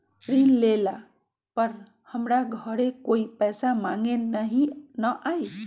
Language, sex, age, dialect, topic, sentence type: Magahi, male, 18-24, Western, banking, question